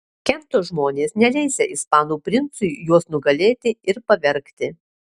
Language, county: Lithuanian, Alytus